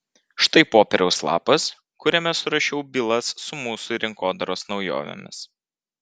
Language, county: Lithuanian, Vilnius